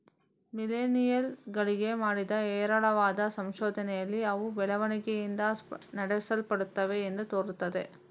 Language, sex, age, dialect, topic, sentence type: Kannada, female, 31-35, Coastal/Dakshin, banking, statement